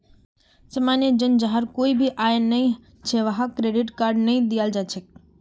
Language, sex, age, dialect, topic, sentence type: Magahi, female, 25-30, Northeastern/Surjapuri, banking, statement